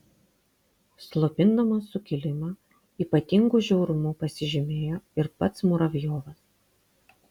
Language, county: Lithuanian, Vilnius